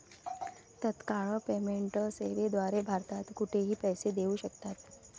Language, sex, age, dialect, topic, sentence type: Marathi, female, 31-35, Varhadi, banking, statement